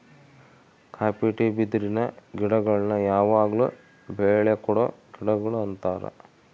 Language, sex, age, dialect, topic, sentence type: Kannada, male, 36-40, Central, agriculture, statement